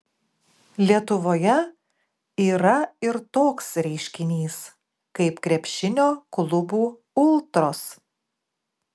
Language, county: Lithuanian, Klaipėda